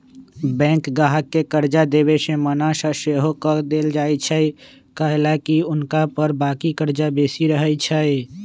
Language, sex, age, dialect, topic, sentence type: Magahi, male, 25-30, Western, banking, statement